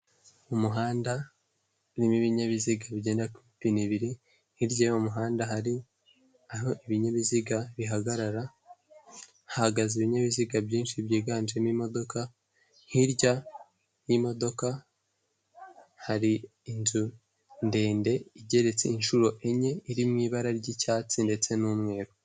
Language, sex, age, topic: Kinyarwanda, male, 18-24, government